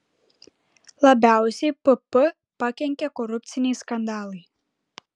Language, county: Lithuanian, Klaipėda